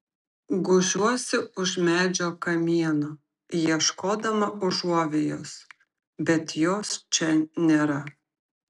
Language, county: Lithuanian, Šiauliai